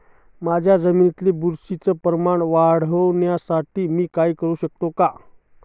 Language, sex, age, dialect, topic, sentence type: Marathi, male, 36-40, Standard Marathi, agriculture, question